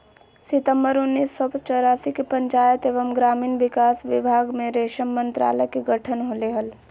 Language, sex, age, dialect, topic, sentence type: Magahi, male, 18-24, Southern, agriculture, statement